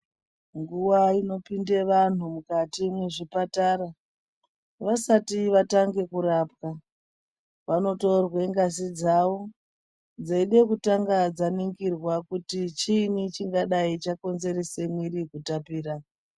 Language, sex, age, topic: Ndau, female, 36-49, health